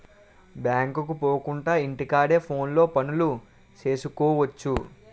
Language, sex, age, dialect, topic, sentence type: Telugu, male, 18-24, Utterandhra, banking, statement